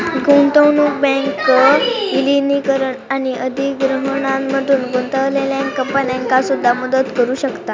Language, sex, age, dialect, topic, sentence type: Marathi, female, 18-24, Southern Konkan, banking, statement